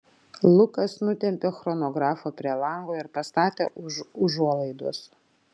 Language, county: Lithuanian, Klaipėda